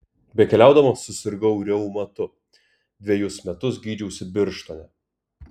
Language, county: Lithuanian, Kaunas